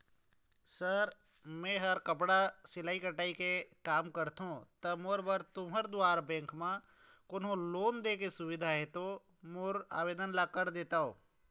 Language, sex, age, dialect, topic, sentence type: Chhattisgarhi, female, 46-50, Eastern, banking, question